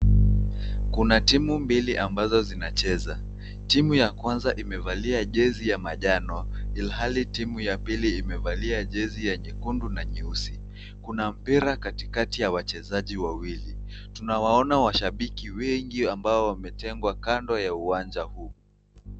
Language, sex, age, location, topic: Swahili, male, 18-24, Nakuru, government